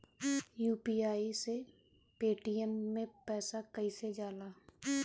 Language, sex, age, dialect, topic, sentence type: Bhojpuri, female, 25-30, Northern, banking, question